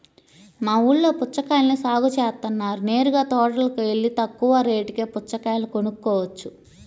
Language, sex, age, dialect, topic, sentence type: Telugu, female, 31-35, Central/Coastal, agriculture, statement